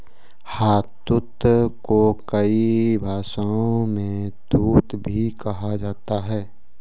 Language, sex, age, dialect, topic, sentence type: Hindi, male, 18-24, Kanauji Braj Bhasha, agriculture, statement